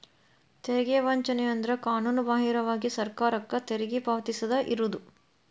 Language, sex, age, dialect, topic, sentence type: Kannada, female, 31-35, Dharwad Kannada, banking, statement